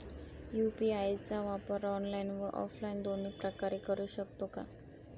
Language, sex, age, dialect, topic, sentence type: Marathi, female, 25-30, Northern Konkan, banking, question